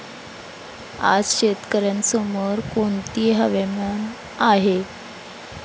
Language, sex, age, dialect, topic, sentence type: Marathi, female, 25-30, Standard Marathi, agriculture, question